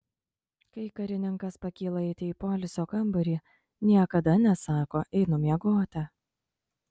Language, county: Lithuanian, Kaunas